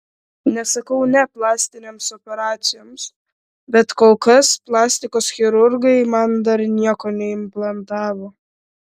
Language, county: Lithuanian, Vilnius